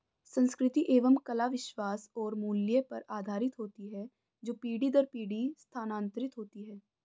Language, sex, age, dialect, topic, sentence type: Hindi, female, 25-30, Hindustani Malvi Khadi Boli, banking, statement